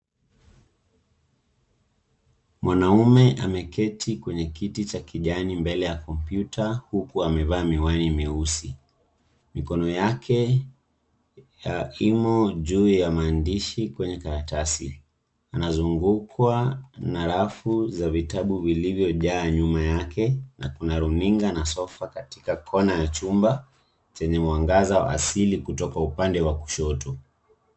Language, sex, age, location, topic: Swahili, male, 18-24, Nairobi, education